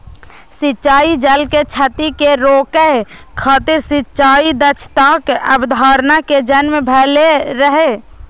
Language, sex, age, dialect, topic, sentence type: Maithili, female, 18-24, Eastern / Thethi, agriculture, statement